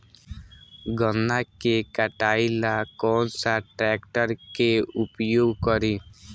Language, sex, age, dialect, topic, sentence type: Bhojpuri, male, <18, Southern / Standard, agriculture, question